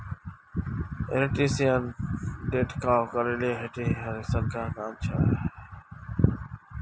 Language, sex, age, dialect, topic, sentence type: Magahi, male, 36-40, Northeastern/Surjapuri, agriculture, statement